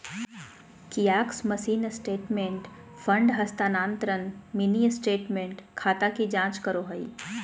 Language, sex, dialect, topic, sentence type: Magahi, female, Southern, banking, statement